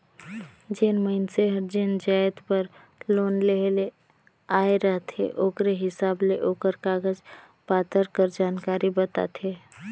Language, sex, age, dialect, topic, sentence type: Chhattisgarhi, female, 25-30, Northern/Bhandar, banking, statement